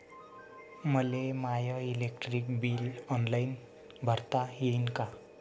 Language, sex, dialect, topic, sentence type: Marathi, male, Varhadi, banking, question